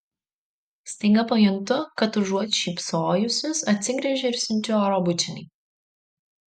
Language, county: Lithuanian, Marijampolė